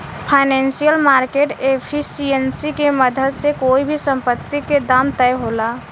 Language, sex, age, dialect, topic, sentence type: Bhojpuri, female, 18-24, Southern / Standard, banking, statement